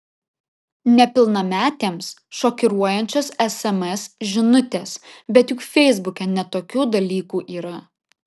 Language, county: Lithuanian, Vilnius